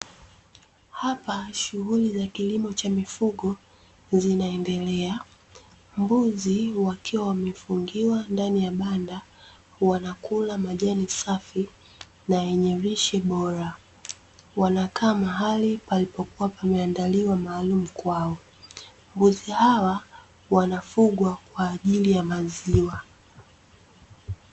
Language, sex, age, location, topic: Swahili, female, 25-35, Dar es Salaam, agriculture